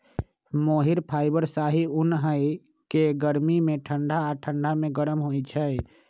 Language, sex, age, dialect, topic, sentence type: Magahi, male, 25-30, Western, agriculture, statement